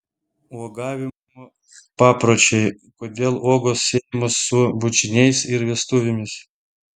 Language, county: Lithuanian, Vilnius